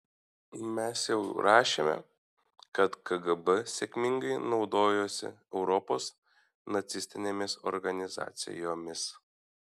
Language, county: Lithuanian, Šiauliai